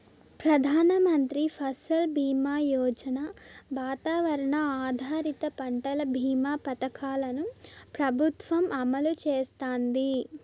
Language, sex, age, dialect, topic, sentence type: Telugu, female, 18-24, Southern, agriculture, statement